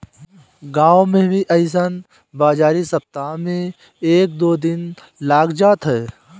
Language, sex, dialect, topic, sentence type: Bhojpuri, male, Northern, agriculture, statement